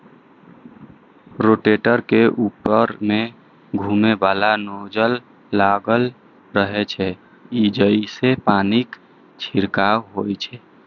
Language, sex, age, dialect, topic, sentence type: Maithili, male, 18-24, Eastern / Thethi, agriculture, statement